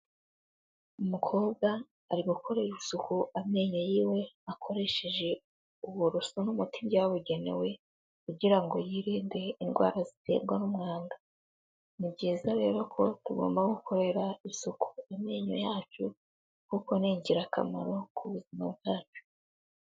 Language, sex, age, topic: Kinyarwanda, female, 18-24, health